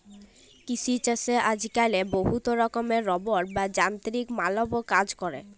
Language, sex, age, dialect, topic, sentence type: Bengali, female, <18, Jharkhandi, agriculture, statement